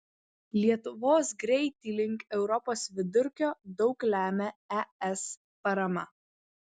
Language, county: Lithuanian, Vilnius